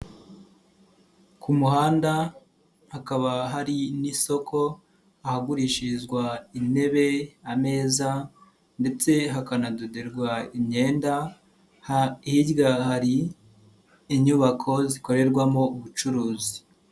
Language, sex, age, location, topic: Kinyarwanda, male, 18-24, Nyagatare, finance